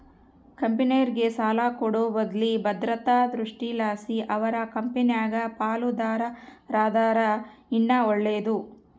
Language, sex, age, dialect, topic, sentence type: Kannada, female, 60-100, Central, banking, statement